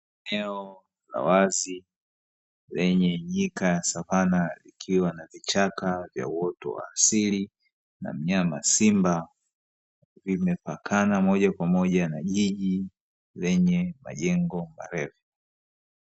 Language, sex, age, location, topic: Swahili, male, 25-35, Dar es Salaam, agriculture